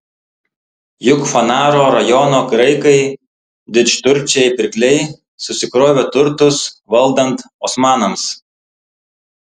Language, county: Lithuanian, Tauragė